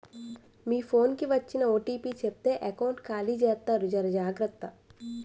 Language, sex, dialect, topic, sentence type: Telugu, female, Utterandhra, banking, statement